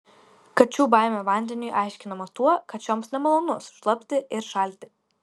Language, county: Lithuanian, Vilnius